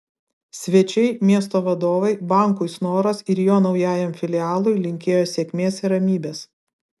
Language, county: Lithuanian, Utena